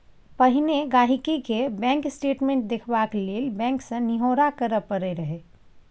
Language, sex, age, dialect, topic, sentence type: Maithili, female, 51-55, Bajjika, banking, statement